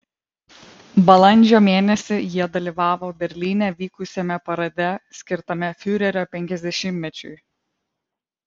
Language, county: Lithuanian, Vilnius